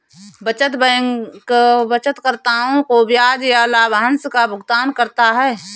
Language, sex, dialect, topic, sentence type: Hindi, female, Awadhi Bundeli, banking, statement